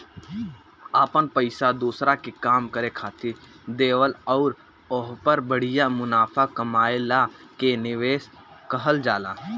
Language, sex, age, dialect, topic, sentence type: Bhojpuri, male, 18-24, Northern, banking, statement